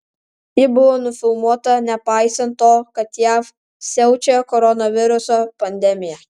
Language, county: Lithuanian, Alytus